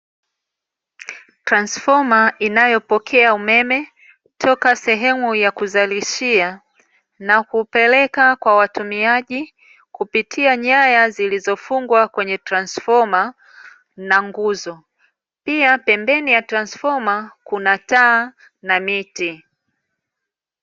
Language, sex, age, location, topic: Swahili, female, 36-49, Dar es Salaam, government